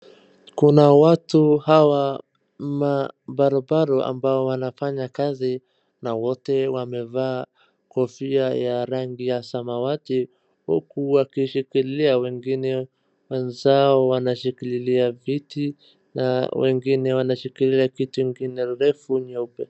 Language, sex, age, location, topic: Swahili, male, 25-35, Wajir, health